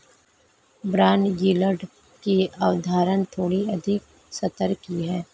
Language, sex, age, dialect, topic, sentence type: Hindi, female, 31-35, Marwari Dhudhari, banking, statement